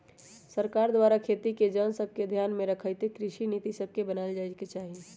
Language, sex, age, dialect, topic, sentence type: Magahi, female, 18-24, Western, agriculture, statement